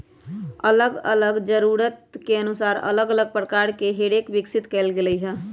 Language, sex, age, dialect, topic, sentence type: Magahi, male, 31-35, Western, agriculture, statement